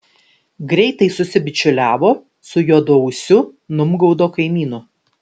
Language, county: Lithuanian, Vilnius